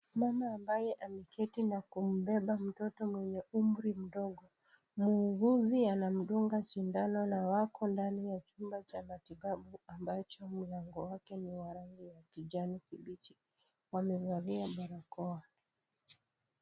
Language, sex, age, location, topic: Swahili, female, 25-35, Kisii, health